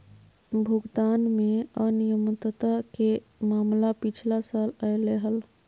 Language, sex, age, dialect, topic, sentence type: Magahi, female, 25-30, Southern, banking, statement